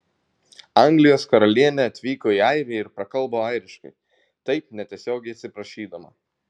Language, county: Lithuanian, Vilnius